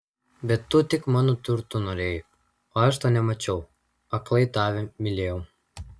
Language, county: Lithuanian, Vilnius